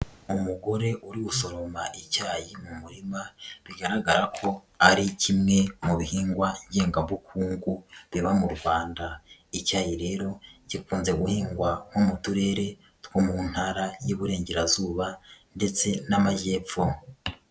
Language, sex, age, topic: Kinyarwanda, female, 25-35, agriculture